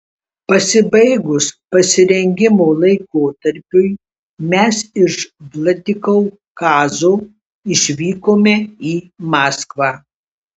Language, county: Lithuanian, Kaunas